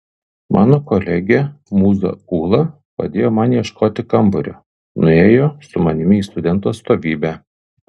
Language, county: Lithuanian, Kaunas